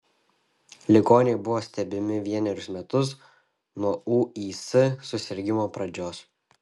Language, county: Lithuanian, Šiauliai